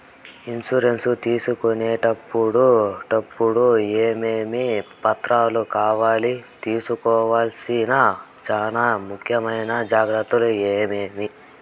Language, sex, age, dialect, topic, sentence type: Telugu, male, 18-24, Southern, banking, question